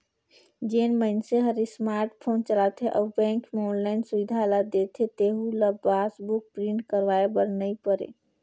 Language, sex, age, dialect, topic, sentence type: Chhattisgarhi, female, 18-24, Northern/Bhandar, banking, statement